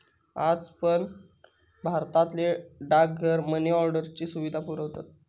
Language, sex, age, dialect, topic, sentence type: Marathi, male, 18-24, Southern Konkan, banking, statement